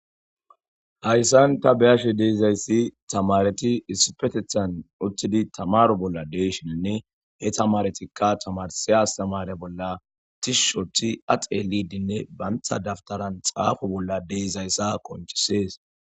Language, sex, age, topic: Gamo, male, 18-24, government